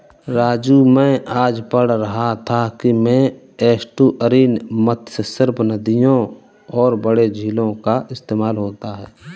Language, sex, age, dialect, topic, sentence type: Hindi, male, 18-24, Kanauji Braj Bhasha, agriculture, statement